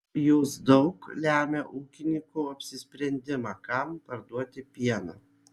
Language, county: Lithuanian, Kaunas